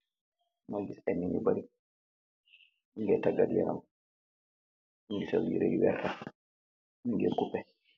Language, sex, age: Wolof, male, 36-49